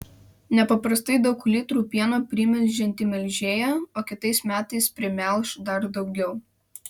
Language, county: Lithuanian, Vilnius